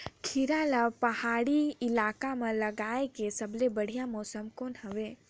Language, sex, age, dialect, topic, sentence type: Chhattisgarhi, female, 18-24, Northern/Bhandar, agriculture, question